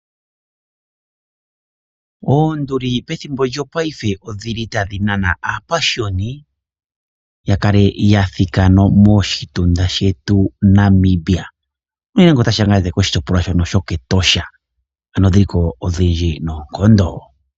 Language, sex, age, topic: Oshiwambo, male, 25-35, agriculture